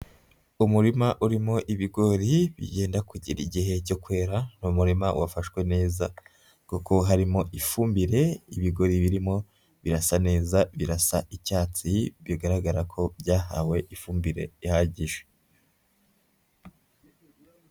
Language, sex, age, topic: Kinyarwanda, male, 25-35, agriculture